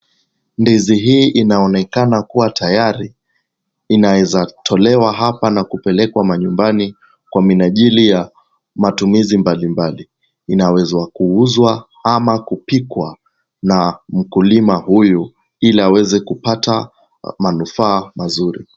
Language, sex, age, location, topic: Swahili, male, 18-24, Kisumu, agriculture